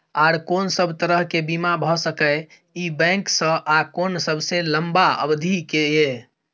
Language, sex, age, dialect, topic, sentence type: Maithili, female, 18-24, Bajjika, banking, question